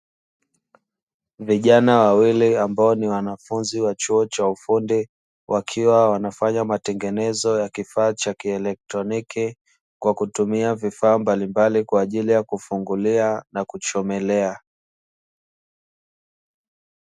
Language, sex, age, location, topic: Swahili, male, 25-35, Dar es Salaam, education